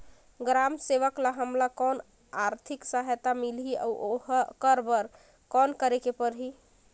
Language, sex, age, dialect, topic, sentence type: Chhattisgarhi, female, 25-30, Northern/Bhandar, agriculture, question